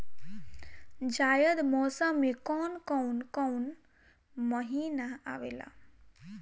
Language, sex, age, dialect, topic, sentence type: Bhojpuri, female, 18-24, Northern, agriculture, question